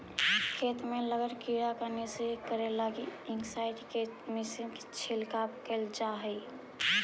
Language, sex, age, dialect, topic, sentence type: Magahi, male, 31-35, Central/Standard, banking, statement